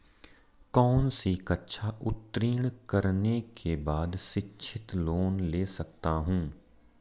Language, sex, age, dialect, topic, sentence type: Hindi, male, 31-35, Marwari Dhudhari, banking, question